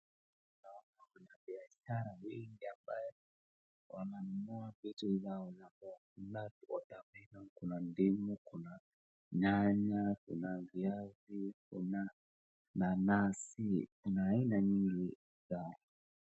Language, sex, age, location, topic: Swahili, male, 36-49, Wajir, finance